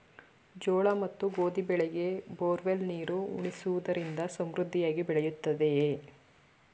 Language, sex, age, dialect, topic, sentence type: Kannada, female, 25-30, Mysore Kannada, agriculture, question